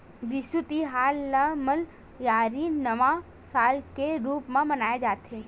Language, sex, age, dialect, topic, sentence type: Chhattisgarhi, female, 18-24, Western/Budati/Khatahi, agriculture, statement